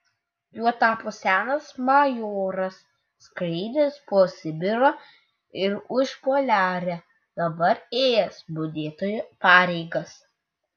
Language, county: Lithuanian, Utena